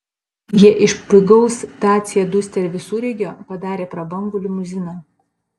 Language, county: Lithuanian, Panevėžys